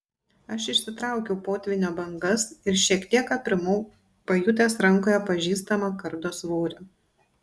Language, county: Lithuanian, Panevėžys